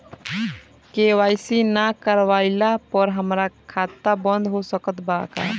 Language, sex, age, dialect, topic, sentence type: Bhojpuri, male, <18, Southern / Standard, banking, question